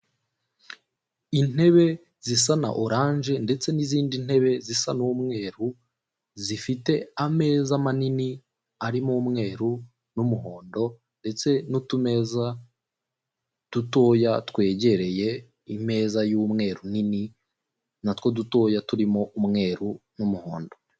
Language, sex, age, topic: Kinyarwanda, male, 18-24, finance